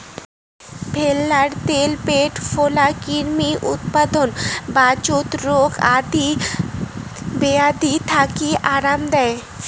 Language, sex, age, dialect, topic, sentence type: Bengali, female, <18, Rajbangshi, agriculture, statement